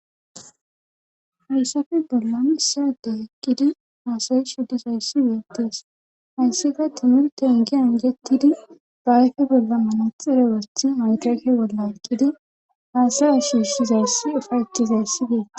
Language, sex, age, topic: Gamo, female, 18-24, government